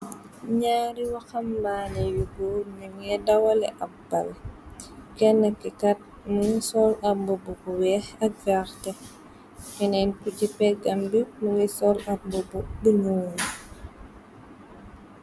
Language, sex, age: Wolof, female, 18-24